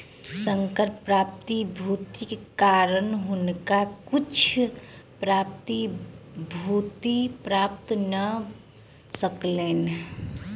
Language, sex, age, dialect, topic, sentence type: Maithili, female, 25-30, Southern/Standard, banking, statement